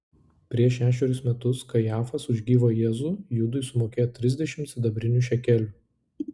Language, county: Lithuanian, Klaipėda